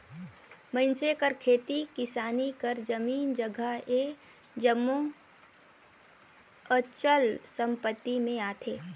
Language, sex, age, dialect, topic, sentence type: Chhattisgarhi, female, 18-24, Northern/Bhandar, banking, statement